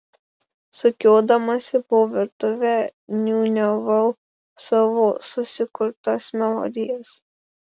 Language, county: Lithuanian, Marijampolė